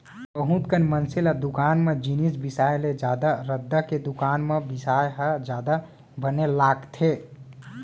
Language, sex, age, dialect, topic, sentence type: Chhattisgarhi, male, 18-24, Central, agriculture, statement